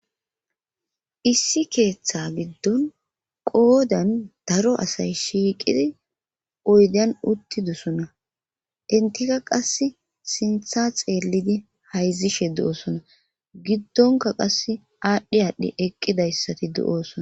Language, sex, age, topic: Gamo, female, 25-35, government